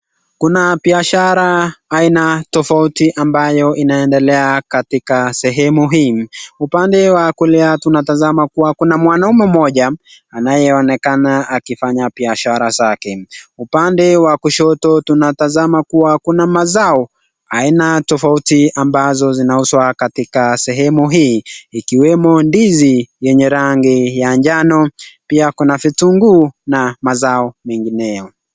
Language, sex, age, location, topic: Swahili, male, 18-24, Nakuru, finance